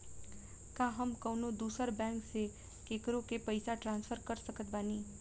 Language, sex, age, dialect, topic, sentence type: Bhojpuri, female, 25-30, Southern / Standard, banking, statement